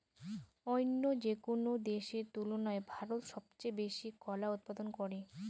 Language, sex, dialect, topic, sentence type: Bengali, female, Rajbangshi, agriculture, statement